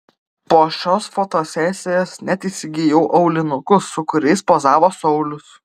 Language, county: Lithuanian, Vilnius